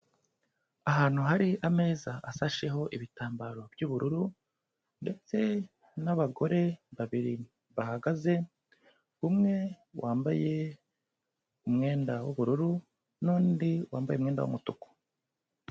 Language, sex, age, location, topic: Kinyarwanda, male, 25-35, Kigali, health